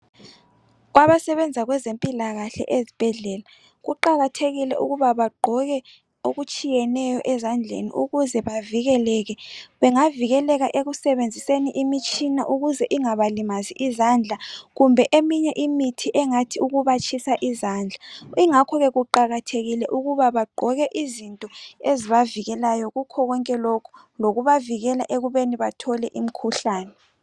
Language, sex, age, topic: North Ndebele, female, 25-35, health